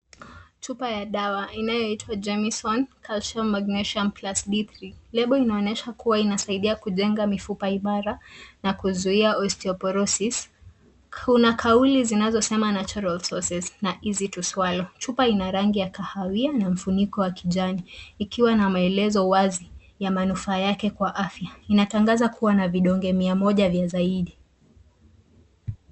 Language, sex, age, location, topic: Swahili, female, 25-35, Nairobi, health